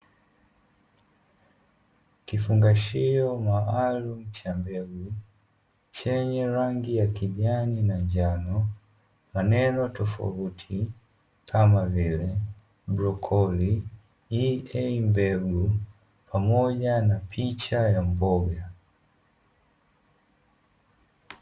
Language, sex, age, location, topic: Swahili, male, 25-35, Dar es Salaam, agriculture